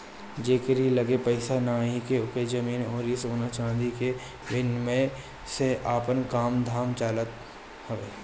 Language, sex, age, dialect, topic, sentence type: Bhojpuri, male, 25-30, Northern, banking, statement